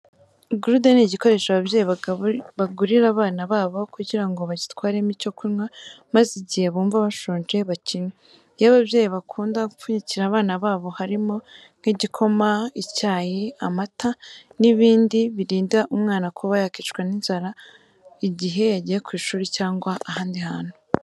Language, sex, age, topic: Kinyarwanda, female, 18-24, education